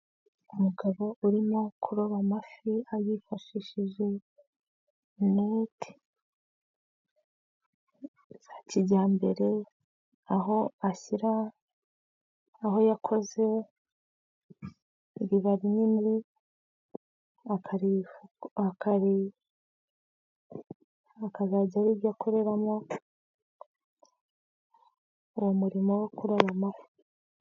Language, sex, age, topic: Kinyarwanda, female, 25-35, agriculture